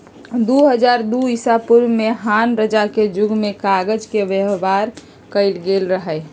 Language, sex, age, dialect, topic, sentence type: Magahi, female, 51-55, Western, agriculture, statement